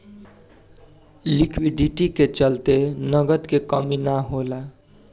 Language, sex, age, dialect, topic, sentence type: Bhojpuri, male, 18-24, Southern / Standard, banking, statement